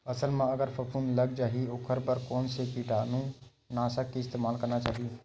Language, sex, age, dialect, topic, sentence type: Chhattisgarhi, male, 18-24, Western/Budati/Khatahi, agriculture, question